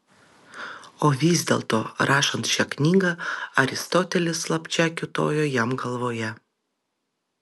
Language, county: Lithuanian, Vilnius